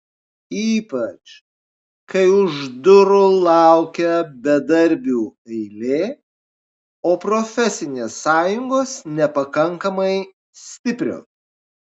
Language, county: Lithuanian, Kaunas